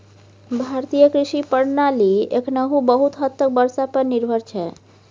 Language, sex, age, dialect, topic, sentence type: Maithili, female, 18-24, Bajjika, agriculture, statement